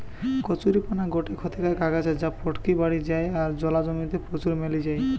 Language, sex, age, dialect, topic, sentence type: Bengali, male, 18-24, Western, agriculture, statement